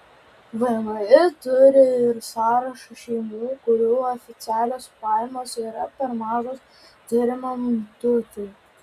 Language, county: Lithuanian, Klaipėda